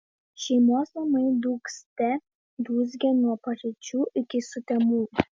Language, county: Lithuanian, Vilnius